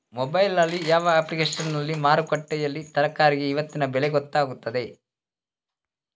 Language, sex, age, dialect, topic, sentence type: Kannada, male, 36-40, Coastal/Dakshin, agriculture, question